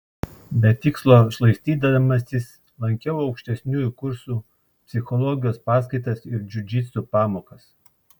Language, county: Lithuanian, Klaipėda